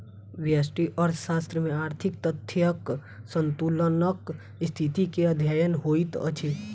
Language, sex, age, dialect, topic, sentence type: Maithili, female, 18-24, Southern/Standard, banking, statement